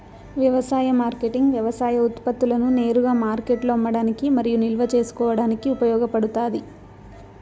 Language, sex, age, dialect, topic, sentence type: Telugu, female, 18-24, Southern, agriculture, statement